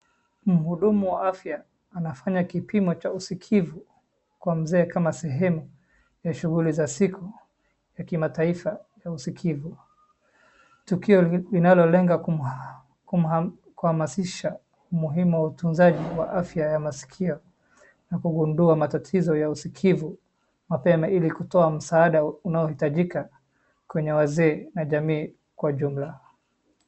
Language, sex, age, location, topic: Swahili, male, 25-35, Wajir, health